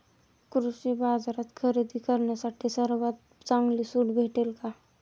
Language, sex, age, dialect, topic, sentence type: Marathi, male, 25-30, Standard Marathi, agriculture, question